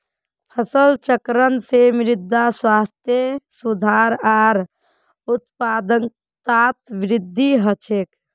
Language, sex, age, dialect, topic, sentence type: Magahi, female, 25-30, Northeastern/Surjapuri, agriculture, statement